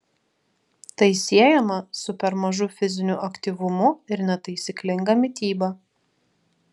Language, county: Lithuanian, Vilnius